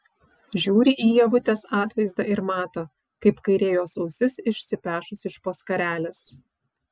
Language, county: Lithuanian, Vilnius